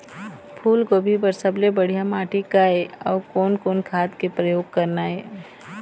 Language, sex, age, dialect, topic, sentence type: Chhattisgarhi, female, 25-30, Eastern, agriculture, question